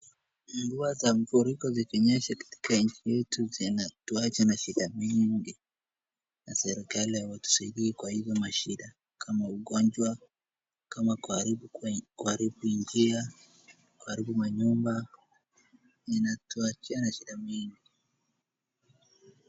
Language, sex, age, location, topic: Swahili, male, 36-49, Wajir, health